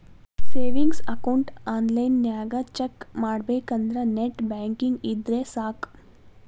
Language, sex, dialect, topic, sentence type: Kannada, female, Dharwad Kannada, banking, statement